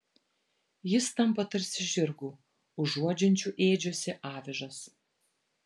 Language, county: Lithuanian, Vilnius